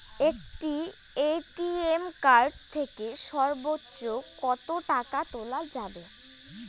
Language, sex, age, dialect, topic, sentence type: Bengali, female, 18-24, Rajbangshi, banking, question